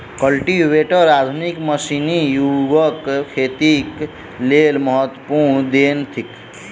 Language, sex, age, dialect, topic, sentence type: Maithili, male, 18-24, Southern/Standard, agriculture, statement